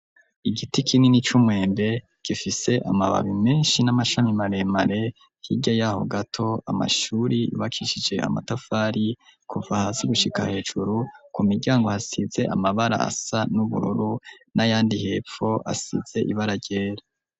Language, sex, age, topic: Rundi, male, 25-35, education